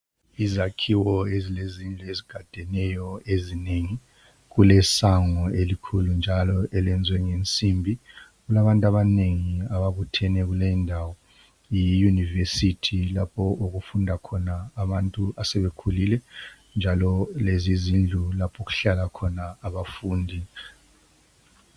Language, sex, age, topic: North Ndebele, male, 50+, education